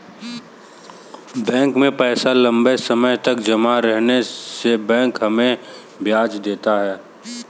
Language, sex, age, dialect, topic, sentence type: Hindi, male, 18-24, Kanauji Braj Bhasha, banking, statement